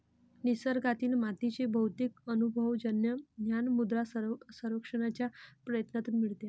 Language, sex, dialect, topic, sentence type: Marathi, female, Varhadi, agriculture, statement